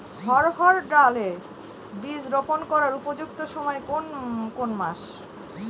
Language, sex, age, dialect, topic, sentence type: Bengali, female, 18-24, Northern/Varendri, agriculture, question